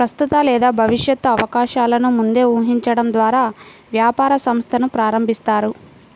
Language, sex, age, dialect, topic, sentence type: Telugu, female, 60-100, Central/Coastal, banking, statement